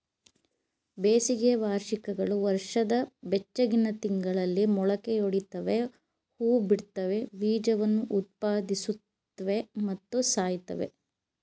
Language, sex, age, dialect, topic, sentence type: Kannada, female, 36-40, Mysore Kannada, agriculture, statement